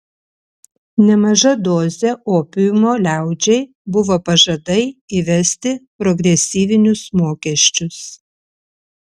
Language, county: Lithuanian, Vilnius